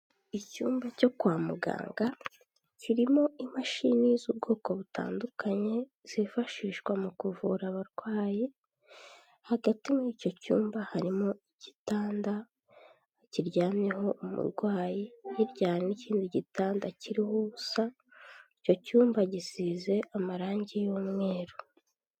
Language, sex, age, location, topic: Kinyarwanda, female, 18-24, Kigali, health